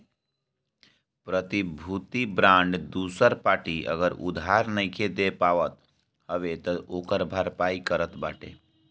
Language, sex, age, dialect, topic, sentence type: Bhojpuri, male, 18-24, Northern, banking, statement